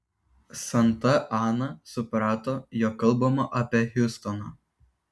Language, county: Lithuanian, Kaunas